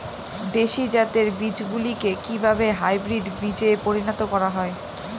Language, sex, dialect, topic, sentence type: Bengali, female, Northern/Varendri, agriculture, question